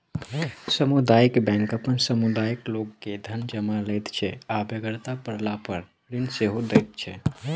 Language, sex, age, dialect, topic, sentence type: Maithili, male, 18-24, Southern/Standard, banking, statement